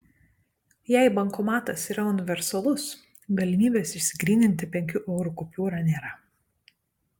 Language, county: Lithuanian, Panevėžys